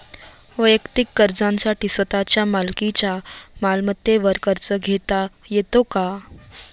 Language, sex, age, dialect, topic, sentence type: Marathi, female, 18-24, Standard Marathi, banking, question